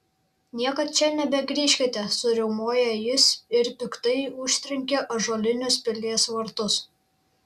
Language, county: Lithuanian, Šiauliai